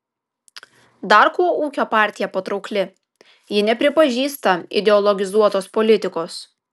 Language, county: Lithuanian, Kaunas